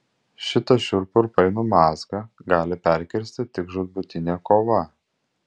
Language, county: Lithuanian, Utena